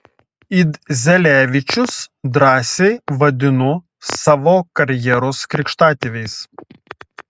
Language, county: Lithuanian, Telšiai